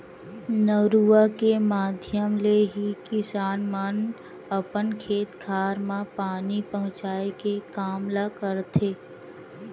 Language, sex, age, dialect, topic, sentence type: Chhattisgarhi, female, 25-30, Western/Budati/Khatahi, agriculture, statement